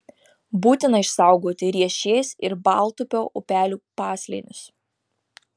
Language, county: Lithuanian, Marijampolė